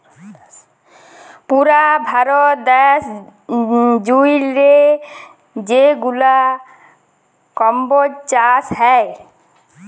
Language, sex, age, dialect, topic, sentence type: Bengali, female, 25-30, Jharkhandi, agriculture, statement